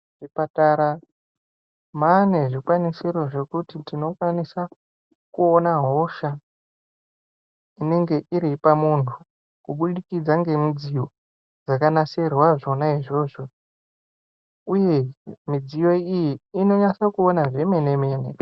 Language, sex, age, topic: Ndau, male, 18-24, health